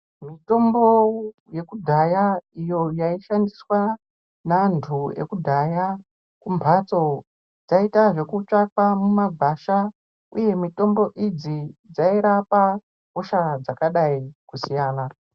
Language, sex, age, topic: Ndau, male, 25-35, health